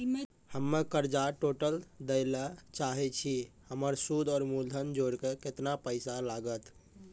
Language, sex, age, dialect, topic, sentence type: Maithili, male, 18-24, Angika, banking, question